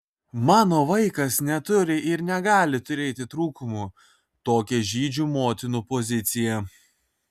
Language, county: Lithuanian, Kaunas